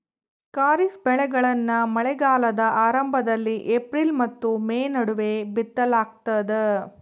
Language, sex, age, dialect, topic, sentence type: Kannada, female, 36-40, Central, agriculture, statement